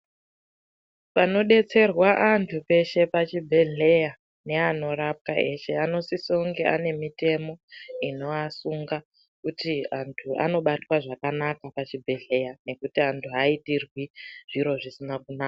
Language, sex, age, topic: Ndau, female, 18-24, health